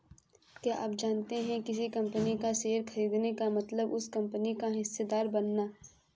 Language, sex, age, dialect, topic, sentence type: Hindi, female, 25-30, Kanauji Braj Bhasha, banking, statement